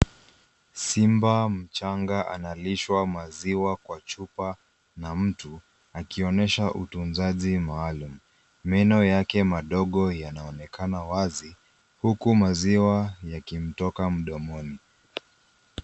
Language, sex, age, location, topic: Swahili, male, 25-35, Nairobi, government